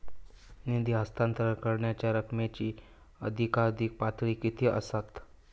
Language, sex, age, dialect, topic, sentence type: Marathi, male, 18-24, Southern Konkan, banking, question